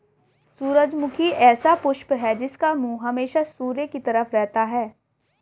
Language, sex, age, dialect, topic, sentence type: Hindi, female, 18-24, Hindustani Malvi Khadi Boli, agriculture, statement